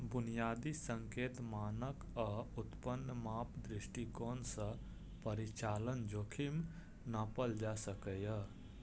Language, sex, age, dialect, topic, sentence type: Maithili, male, 18-24, Eastern / Thethi, banking, statement